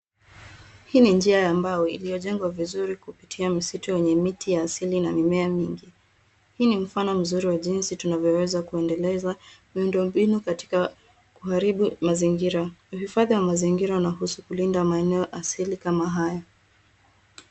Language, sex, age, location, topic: Swahili, female, 18-24, Nairobi, government